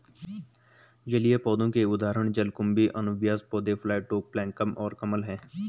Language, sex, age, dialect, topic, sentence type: Hindi, male, 18-24, Garhwali, agriculture, statement